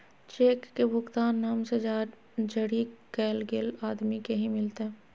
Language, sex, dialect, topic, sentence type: Magahi, female, Southern, banking, statement